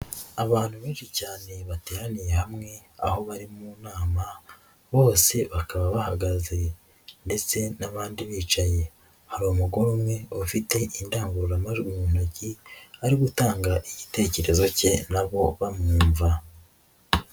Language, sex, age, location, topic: Kinyarwanda, female, 25-35, Nyagatare, government